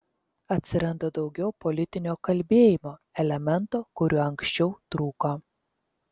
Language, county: Lithuanian, Telšiai